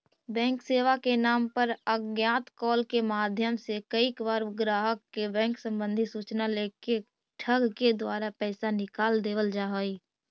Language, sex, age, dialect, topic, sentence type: Magahi, female, 60-100, Central/Standard, banking, statement